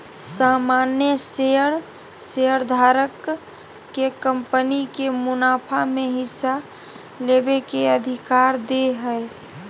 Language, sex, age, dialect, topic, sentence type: Magahi, female, 31-35, Southern, banking, statement